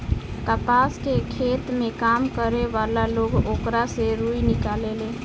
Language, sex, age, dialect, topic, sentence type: Bhojpuri, female, 18-24, Southern / Standard, agriculture, statement